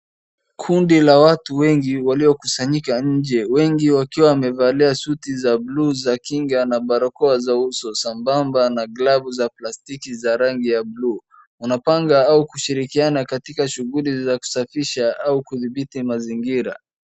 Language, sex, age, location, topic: Swahili, male, 25-35, Wajir, health